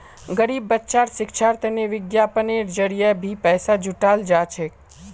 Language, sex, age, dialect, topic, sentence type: Magahi, male, 18-24, Northeastern/Surjapuri, banking, statement